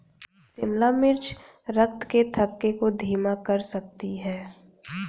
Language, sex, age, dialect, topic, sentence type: Hindi, female, 31-35, Hindustani Malvi Khadi Boli, agriculture, statement